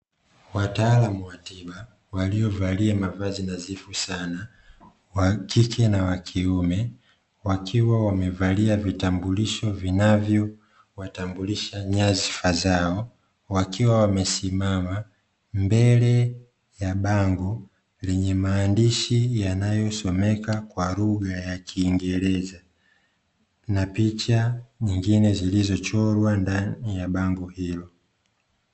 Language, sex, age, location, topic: Swahili, male, 25-35, Dar es Salaam, health